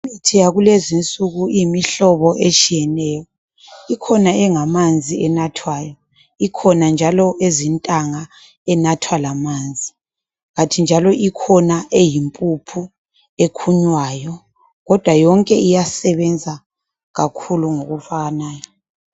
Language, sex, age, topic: North Ndebele, male, 25-35, health